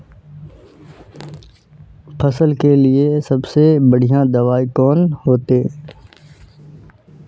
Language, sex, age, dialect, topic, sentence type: Magahi, male, 25-30, Northeastern/Surjapuri, agriculture, question